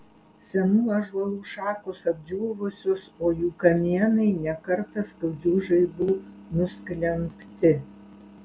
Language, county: Lithuanian, Alytus